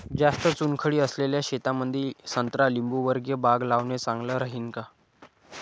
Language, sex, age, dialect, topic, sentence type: Marathi, female, 18-24, Varhadi, agriculture, question